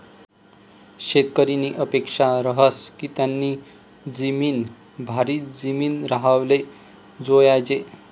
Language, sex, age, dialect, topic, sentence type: Marathi, male, 25-30, Northern Konkan, agriculture, statement